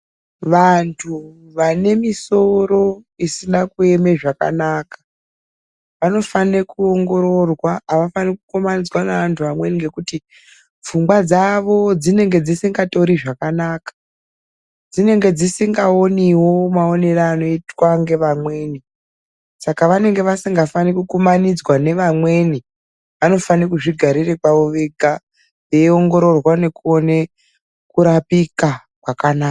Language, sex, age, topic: Ndau, female, 36-49, health